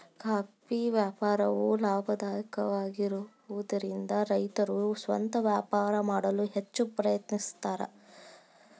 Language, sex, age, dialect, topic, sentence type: Kannada, female, 18-24, Dharwad Kannada, agriculture, statement